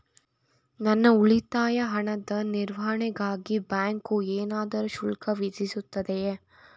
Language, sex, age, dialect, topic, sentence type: Kannada, female, 46-50, Mysore Kannada, banking, question